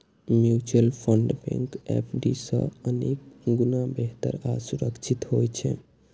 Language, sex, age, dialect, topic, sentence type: Maithili, male, 18-24, Eastern / Thethi, banking, statement